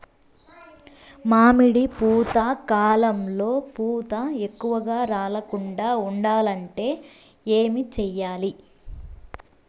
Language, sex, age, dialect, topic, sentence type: Telugu, female, 25-30, Southern, agriculture, question